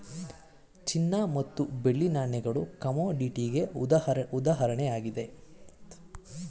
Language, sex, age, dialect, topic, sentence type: Kannada, male, 18-24, Mysore Kannada, banking, statement